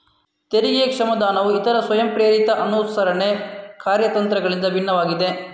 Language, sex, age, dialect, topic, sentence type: Kannada, male, 18-24, Coastal/Dakshin, banking, statement